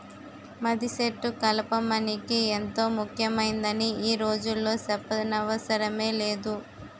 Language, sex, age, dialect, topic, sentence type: Telugu, female, 18-24, Utterandhra, agriculture, statement